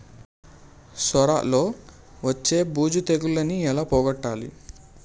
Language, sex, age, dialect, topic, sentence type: Telugu, male, 18-24, Utterandhra, agriculture, question